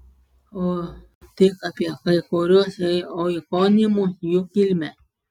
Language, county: Lithuanian, Klaipėda